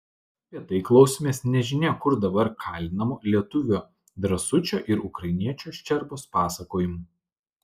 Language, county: Lithuanian, Klaipėda